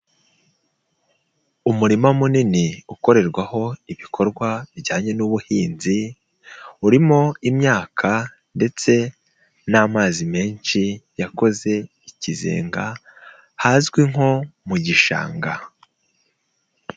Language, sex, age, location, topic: Kinyarwanda, male, 18-24, Nyagatare, agriculture